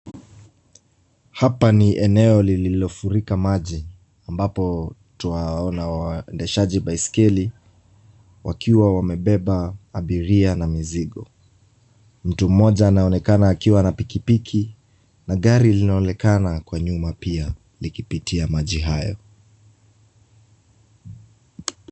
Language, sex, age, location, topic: Swahili, male, 25-35, Kisumu, health